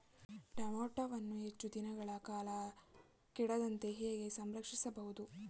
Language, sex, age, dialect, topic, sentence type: Kannada, female, 18-24, Mysore Kannada, agriculture, question